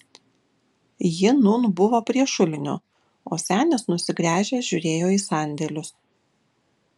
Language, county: Lithuanian, Kaunas